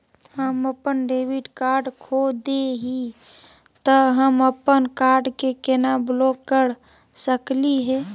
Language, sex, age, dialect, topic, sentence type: Magahi, female, 31-35, Southern, banking, question